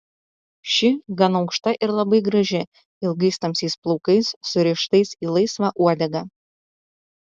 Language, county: Lithuanian, Utena